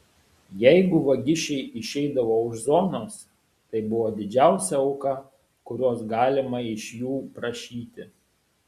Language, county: Lithuanian, Šiauliai